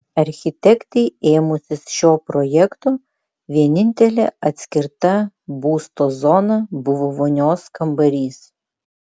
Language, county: Lithuanian, Vilnius